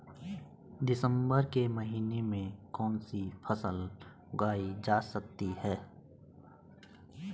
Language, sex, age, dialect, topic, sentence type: Hindi, male, 25-30, Garhwali, agriculture, question